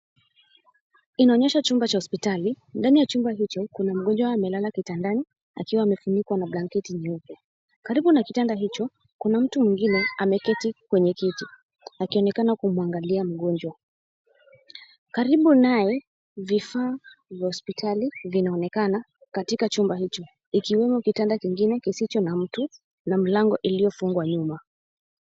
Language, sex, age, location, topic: Swahili, female, 18-24, Kisumu, health